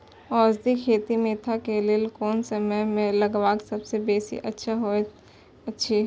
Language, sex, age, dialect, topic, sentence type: Maithili, female, 18-24, Eastern / Thethi, agriculture, question